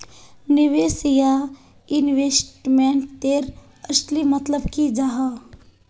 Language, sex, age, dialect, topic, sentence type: Magahi, female, 18-24, Northeastern/Surjapuri, banking, question